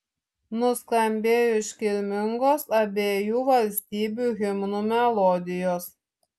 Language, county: Lithuanian, Šiauliai